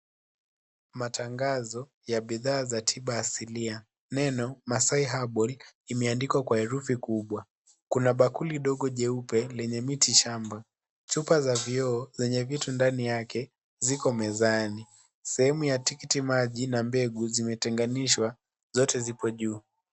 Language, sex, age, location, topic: Swahili, male, 18-24, Kisii, health